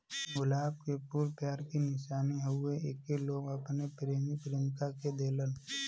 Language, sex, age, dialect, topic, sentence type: Bhojpuri, female, 18-24, Western, agriculture, statement